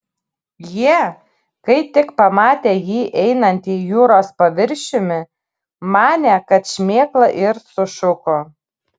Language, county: Lithuanian, Kaunas